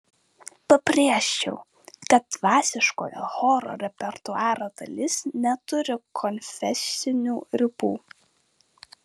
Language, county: Lithuanian, Vilnius